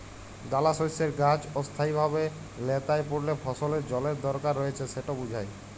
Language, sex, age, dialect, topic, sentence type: Bengali, male, 25-30, Jharkhandi, agriculture, statement